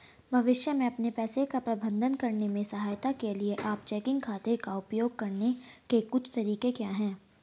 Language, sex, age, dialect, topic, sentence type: Hindi, female, 36-40, Hindustani Malvi Khadi Boli, banking, question